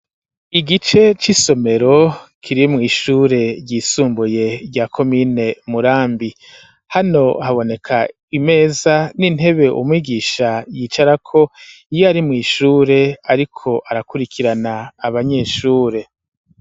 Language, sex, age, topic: Rundi, male, 50+, education